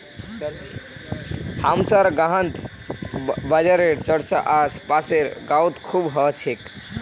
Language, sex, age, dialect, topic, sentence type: Magahi, male, 18-24, Northeastern/Surjapuri, agriculture, statement